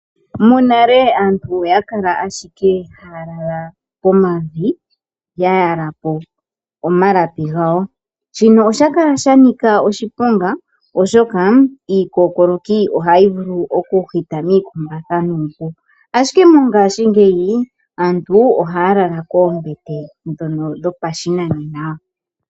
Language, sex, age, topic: Oshiwambo, male, 25-35, finance